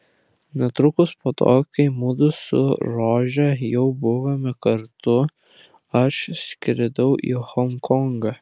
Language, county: Lithuanian, Klaipėda